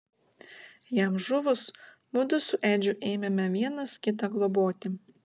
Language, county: Lithuanian, Klaipėda